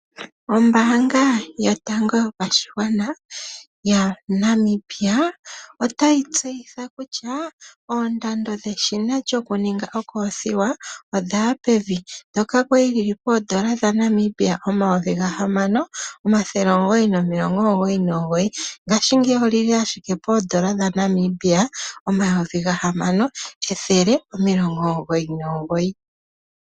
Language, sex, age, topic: Oshiwambo, male, 18-24, finance